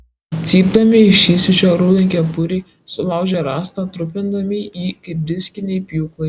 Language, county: Lithuanian, Kaunas